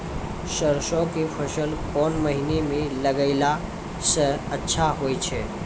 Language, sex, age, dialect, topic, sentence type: Maithili, male, 18-24, Angika, agriculture, question